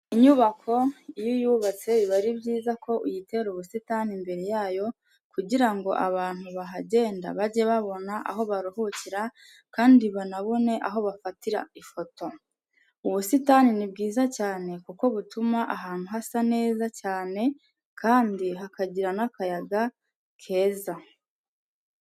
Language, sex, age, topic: Kinyarwanda, female, 25-35, education